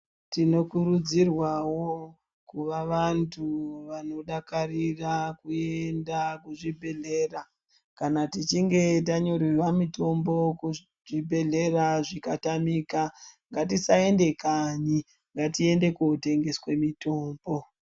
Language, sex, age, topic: Ndau, female, 36-49, health